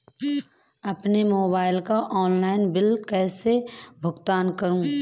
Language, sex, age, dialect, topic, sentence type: Hindi, female, 31-35, Marwari Dhudhari, banking, question